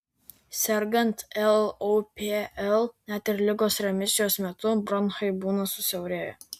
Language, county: Lithuanian, Vilnius